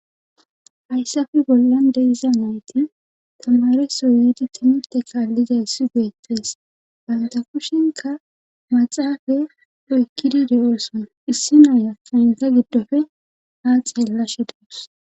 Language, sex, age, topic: Gamo, female, 25-35, government